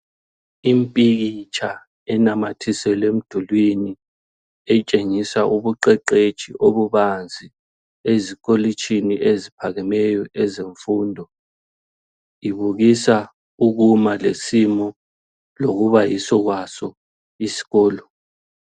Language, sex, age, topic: North Ndebele, male, 36-49, education